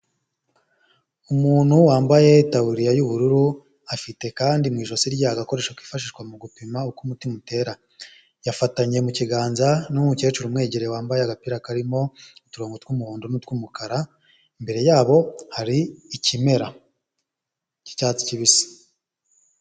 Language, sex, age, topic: Kinyarwanda, male, 18-24, health